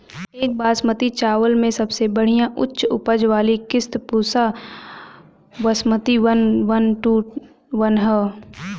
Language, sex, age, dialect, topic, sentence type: Bhojpuri, female, 18-24, Northern, agriculture, question